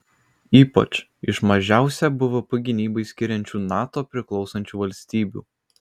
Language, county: Lithuanian, Kaunas